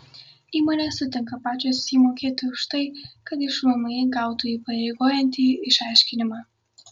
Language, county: Lithuanian, Kaunas